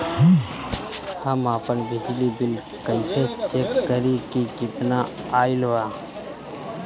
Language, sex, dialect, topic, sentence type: Bhojpuri, male, Northern, banking, question